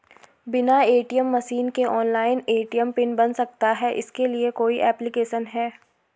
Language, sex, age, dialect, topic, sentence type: Hindi, female, 18-24, Garhwali, banking, question